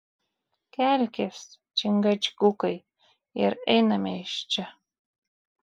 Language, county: Lithuanian, Vilnius